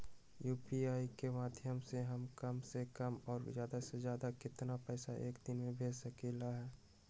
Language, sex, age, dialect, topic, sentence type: Magahi, male, 18-24, Western, banking, question